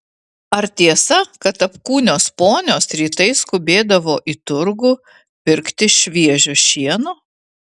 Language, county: Lithuanian, Vilnius